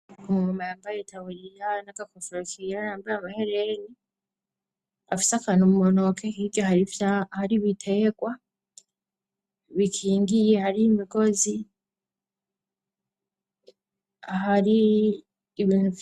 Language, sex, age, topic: Rundi, female, 25-35, education